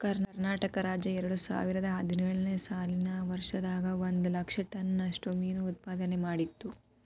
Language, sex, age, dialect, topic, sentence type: Kannada, female, 18-24, Dharwad Kannada, agriculture, statement